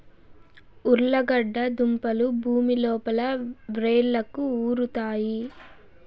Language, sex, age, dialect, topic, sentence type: Telugu, female, 18-24, Southern, agriculture, statement